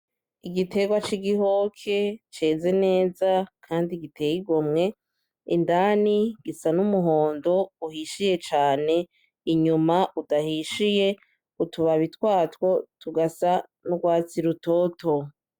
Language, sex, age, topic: Rundi, female, 18-24, agriculture